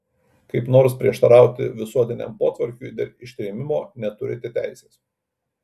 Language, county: Lithuanian, Kaunas